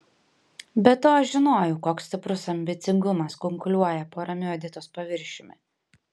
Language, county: Lithuanian, Panevėžys